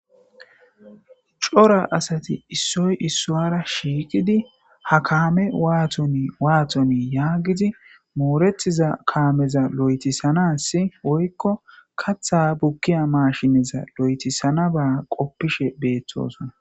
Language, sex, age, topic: Gamo, male, 25-35, agriculture